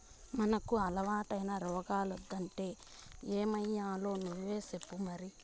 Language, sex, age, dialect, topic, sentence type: Telugu, female, 31-35, Southern, agriculture, statement